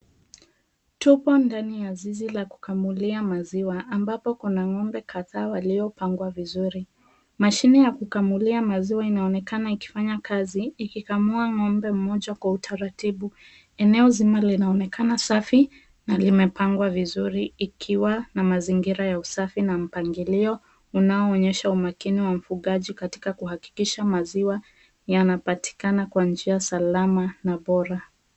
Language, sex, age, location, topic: Swahili, female, 25-35, Mombasa, agriculture